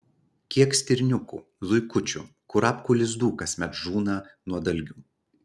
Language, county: Lithuanian, Klaipėda